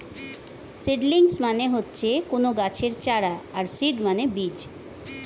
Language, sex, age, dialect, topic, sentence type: Bengali, female, 41-45, Standard Colloquial, agriculture, statement